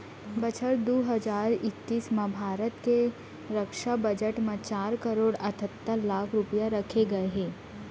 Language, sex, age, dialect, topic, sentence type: Chhattisgarhi, female, 18-24, Central, banking, statement